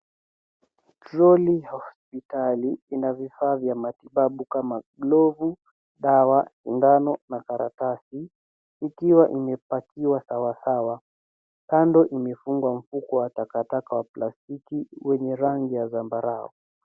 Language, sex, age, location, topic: Swahili, male, 50+, Nairobi, health